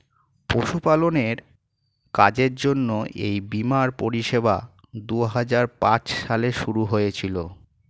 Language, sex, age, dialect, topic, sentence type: Bengali, male, 36-40, Standard Colloquial, agriculture, statement